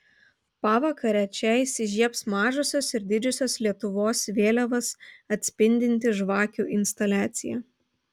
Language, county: Lithuanian, Vilnius